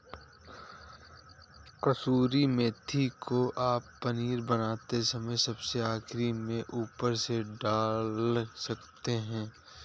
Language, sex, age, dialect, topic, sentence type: Hindi, male, 18-24, Awadhi Bundeli, agriculture, statement